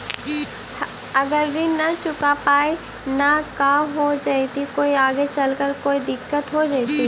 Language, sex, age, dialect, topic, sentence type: Magahi, female, 18-24, Central/Standard, banking, question